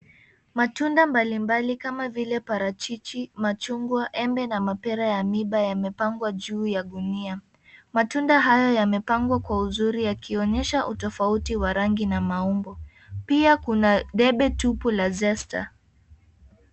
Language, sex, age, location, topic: Swahili, female, 18-24, Nairobi, finance